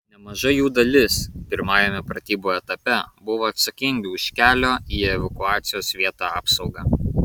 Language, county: Lithuanian, Kaunas